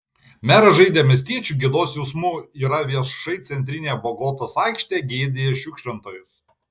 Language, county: Lithuanian, Panevėžys